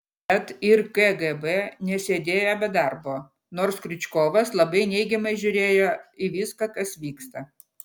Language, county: Lithuanian, Utena